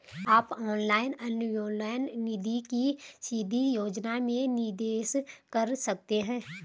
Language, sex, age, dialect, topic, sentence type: Hindi, female, 31-35, Garhwali, banking, statement